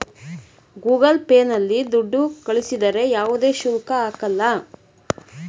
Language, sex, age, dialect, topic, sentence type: Kannada, female, 41-45, Mysore Kannada, banking, statement